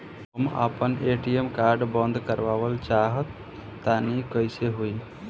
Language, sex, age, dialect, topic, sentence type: Bhojpuri, female, 18-24, Southern / Standard, banking, question